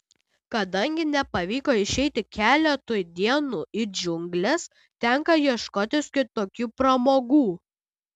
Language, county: Lithuanian, Utena